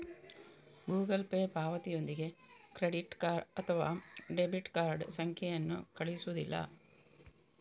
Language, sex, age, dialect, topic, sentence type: Kannada, female, 41-45, Coastal/Dakshin, banking, statement